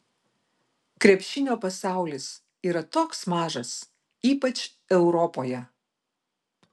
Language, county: Lithuanian, Vilnius